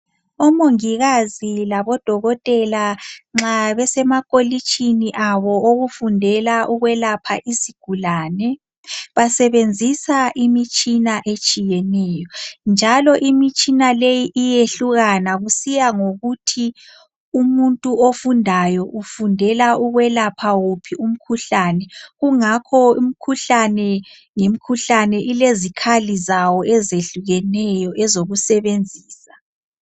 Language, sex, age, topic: North Ndebele, female, 50+, health